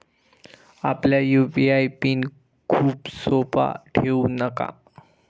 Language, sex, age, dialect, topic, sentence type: Marathi, male, 25-30, Standard Marathi, banking, statement